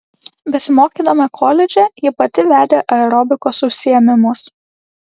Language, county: Lithuanian, Klaipėda